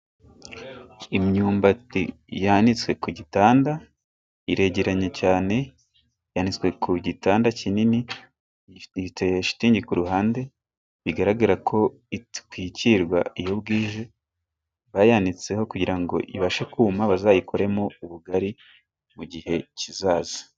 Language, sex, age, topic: Kinyarwanda, male, 18-24, agriculture